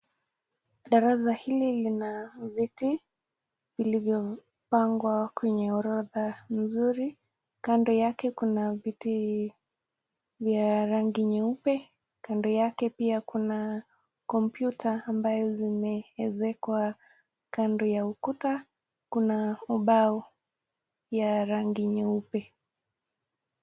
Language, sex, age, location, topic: Swahili, female, 18-24, Nakuru, education